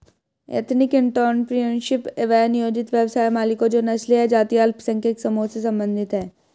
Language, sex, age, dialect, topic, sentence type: Hindi, female, 18-24, Hindustani Malvi Khadi Boli, banking, statement